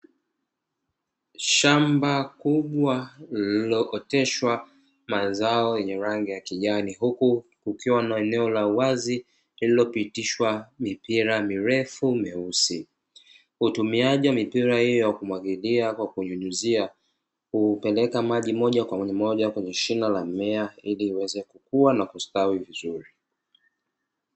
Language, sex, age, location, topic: Swahili, male, 25-35, Dar es Salaam, agriculture